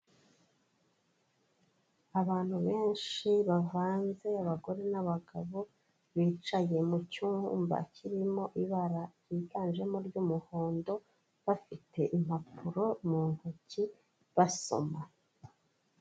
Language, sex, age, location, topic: Kinyarwanda, female, 36-49, Kigali, health